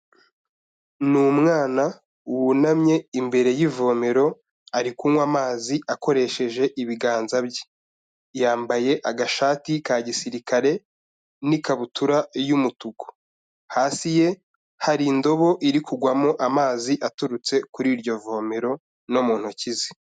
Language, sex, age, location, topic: Kinyarwanda, male, 25-35, Kigali, health